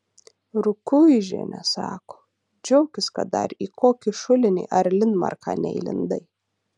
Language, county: Lithuanian, Utena